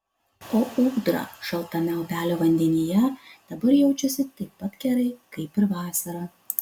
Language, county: Lithuanian, Utena